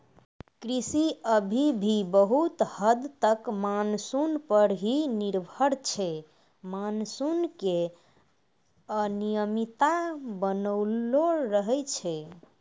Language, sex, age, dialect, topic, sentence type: Maithili, female, 56-60, Angika, agriculture, statement